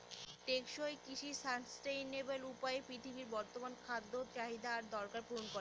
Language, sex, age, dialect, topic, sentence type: Bengali, female, 18-24, Northern/Varendri, agriculture, statement